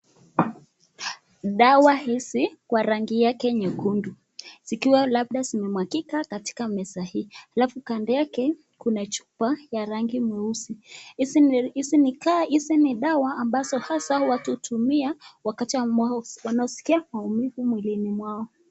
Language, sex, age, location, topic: Swahili, female, 25-35, Nakuru, health